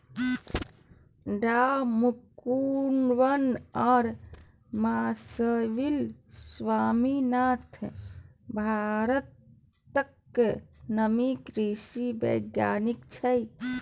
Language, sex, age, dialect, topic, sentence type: Maithili, male, 31-35, Bajjika, agriculture, statement